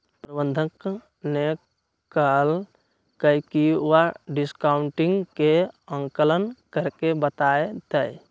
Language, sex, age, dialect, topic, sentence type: Magahi, male, 60-100, Western, banking, statement